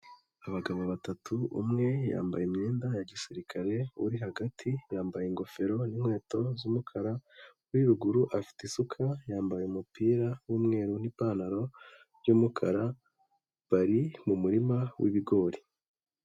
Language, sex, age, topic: Kinyarwanda, male, 18-24, agriculture